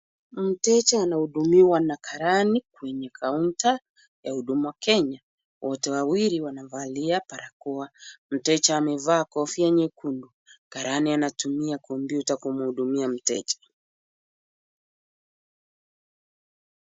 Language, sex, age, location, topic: Swahili, female, 25-35, Kisumu, government